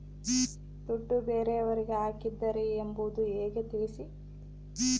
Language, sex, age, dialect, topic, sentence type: Kannada, female, 36-40, Central, banking, question